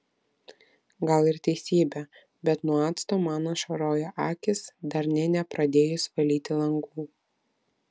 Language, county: Lithuanian, Vilnius